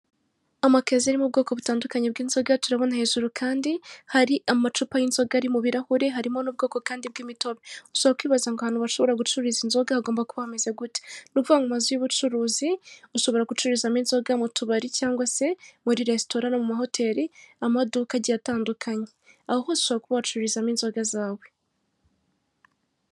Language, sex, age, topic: Kinyarwanda, female, 18-24, finance